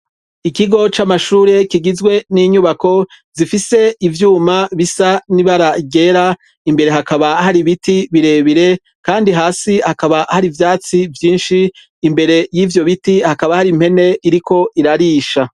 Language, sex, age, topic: Rundi, male, 36-49, education